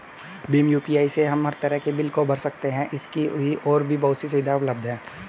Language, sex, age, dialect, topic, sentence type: Hindi, male, 18-24, Hindustani Malvi Khadi Boli, banking, statement